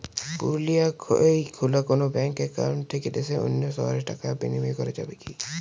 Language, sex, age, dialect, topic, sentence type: Bengali, male, 41-45, Jharkhandi, banking, question